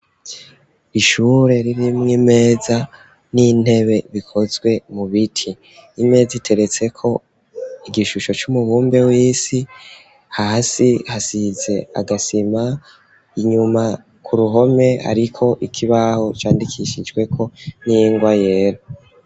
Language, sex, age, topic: Rundi, female, 25-35, education